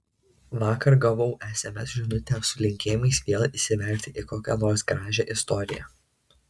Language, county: Lithuanian, Šiauliai